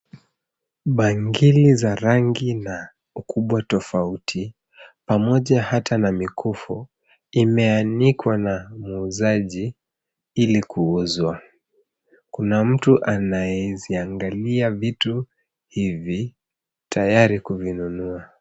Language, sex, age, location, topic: Swahili, male, 25-35, Nairobi, finance